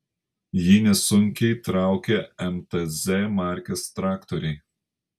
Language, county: Lithuanian, Panevėžys